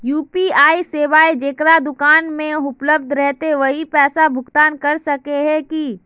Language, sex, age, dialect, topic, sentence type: Magahi, female, 18-24, Northeastern/Surjapuri, banking, question